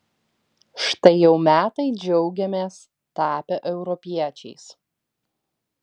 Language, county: Lithuanian, Vilnius